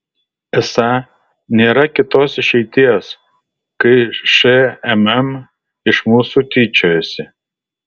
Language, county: Lithuanian, Alytus